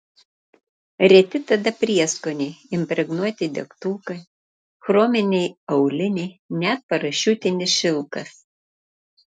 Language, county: Lithuanian, Panevėžys